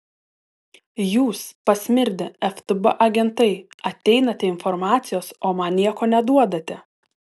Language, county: Lithuanian, Telšiai